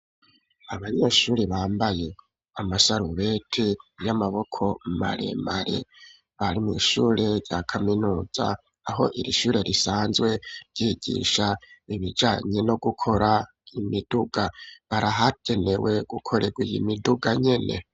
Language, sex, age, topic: Rundi, male, 25-35, education